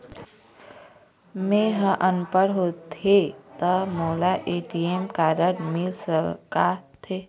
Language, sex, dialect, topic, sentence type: Chhattisgarhi, female, Eastern, banking, question